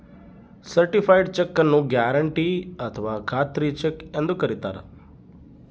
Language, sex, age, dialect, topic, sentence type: Kannada, male, 31-35, Central, banking, statement